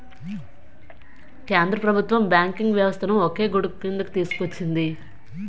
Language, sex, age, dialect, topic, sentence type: Telugu, female, 25-30, Utterandhra, banking, statement